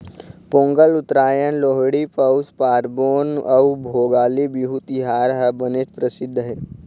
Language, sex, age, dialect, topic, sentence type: Chhattisgarhi, male, 18-24, Eastern, agriculture, statement